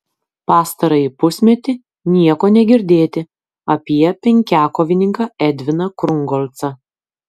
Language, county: Lithuanian, Kaunas